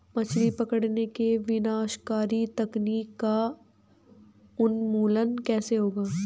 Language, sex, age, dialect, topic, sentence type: Hindi, female, 18-24, Hindustani Malvi Khadi Boli, agriculture, statement